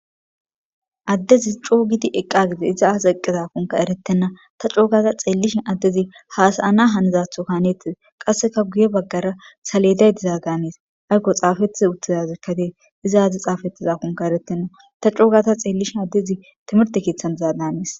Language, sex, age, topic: Gamo, female, 18-24, government